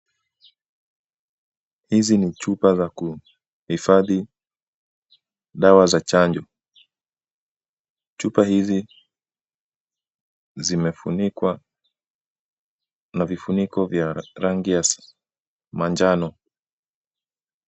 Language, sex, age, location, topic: Swahili, male, 25-35, Kisumu, health